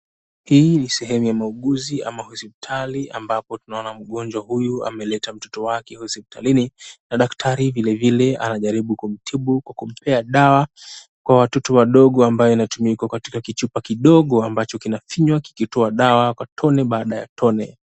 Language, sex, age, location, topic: Swahili, male, 18-24, Mombasa, health